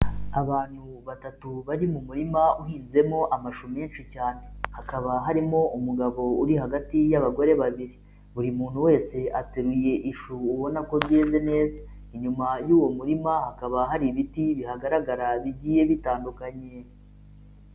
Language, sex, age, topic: Kinyarwanda, female, 25-35, agriculture